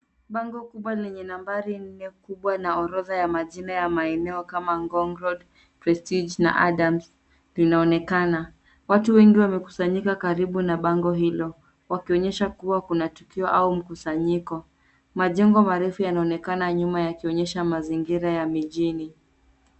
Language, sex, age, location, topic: Swahili, female, 18-24, Nairobi, government